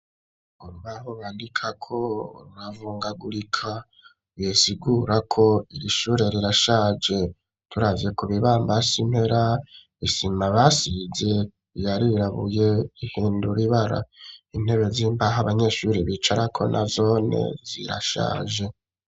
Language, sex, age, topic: Rundi, male, 25-35, education